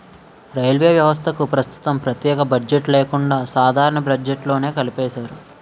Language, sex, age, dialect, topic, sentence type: Telugu, male, 18-24, Utterandhra, banking, statement